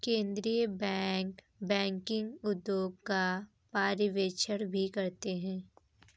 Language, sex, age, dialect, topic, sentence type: Hindi, female, 25-30, Kanauji Braj Bhasha, banking, statement